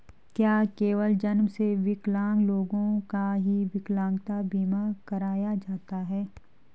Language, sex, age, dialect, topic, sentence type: Hindi, female, 36-40, Garhwali, banking, statement